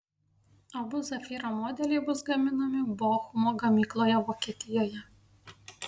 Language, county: Lithuanian, Panevėžys